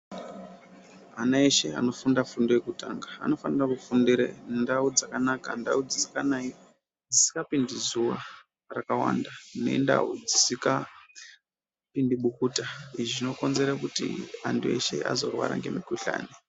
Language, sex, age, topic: Ndau, female, 18-24, education